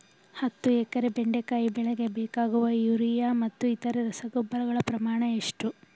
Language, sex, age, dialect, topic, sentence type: Kannada, female, 18-24, Mysore Kannada, agriculture, question